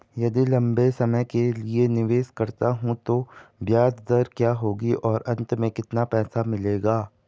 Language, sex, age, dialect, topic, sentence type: Hindi, female, 18-24, Garhwali, banking, question